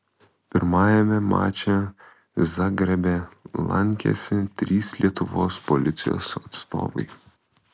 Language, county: Lithuanian, Kaunas